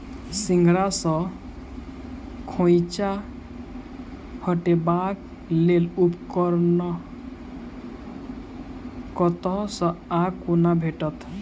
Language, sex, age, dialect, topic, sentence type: Maithili, male, 18-24, Southern/Standard, agriculture, question